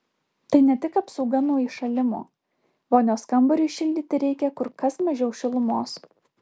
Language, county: Lithuanian, Alytus